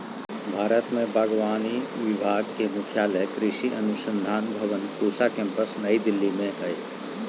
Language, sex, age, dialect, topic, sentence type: Magahi, male, 36-40, Southern, agriculture, statement